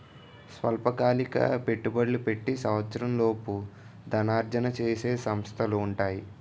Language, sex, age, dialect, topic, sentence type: Telugu, male, 18-24, Utterandhra, banking, statement